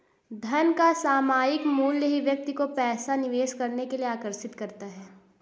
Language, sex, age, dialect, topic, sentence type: Hindi, female, 25-30, Awadhi Bundeli, banking, statement